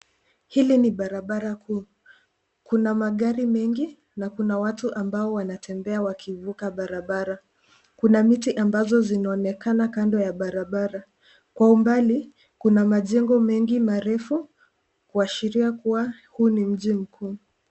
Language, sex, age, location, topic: Swahili, female, 50+, Nairobi, government